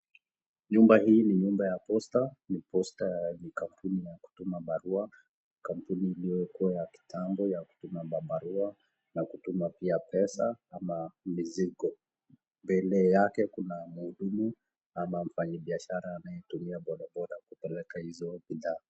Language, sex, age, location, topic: Swahili, male, 25-35, Nakuru, government